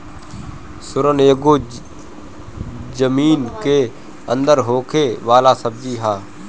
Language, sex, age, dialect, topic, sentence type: Bhojpuri, male, 25-30, Northern, agriculture, statement